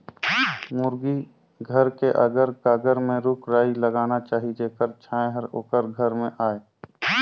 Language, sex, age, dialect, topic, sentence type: Chhattisgarhi, male, 25-30, Northern/Bhandar, agriculture, statement